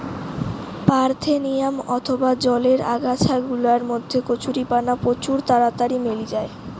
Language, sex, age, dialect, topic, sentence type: Bengali, female, <18, Rajbangshi, agriculture, statement